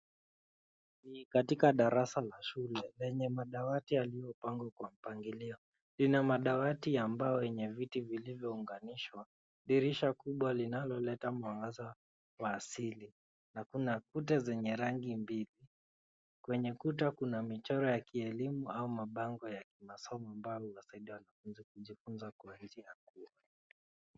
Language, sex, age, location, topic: Swahili, male, 25-35, Nairobi, education